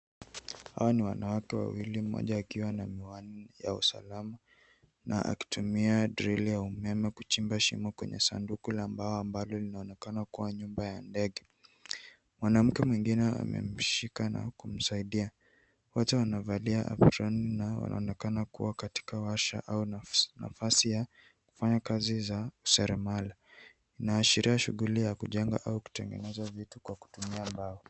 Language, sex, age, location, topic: Swahili, male, 18-24, Nairobi, education